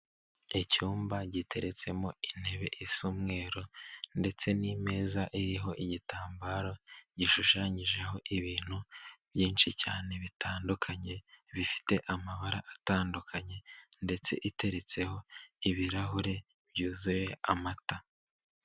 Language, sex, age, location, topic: Kinyarwanda, male, 18-24, Kigali, finance